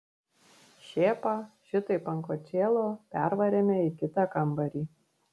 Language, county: Lithuanian, Vilnius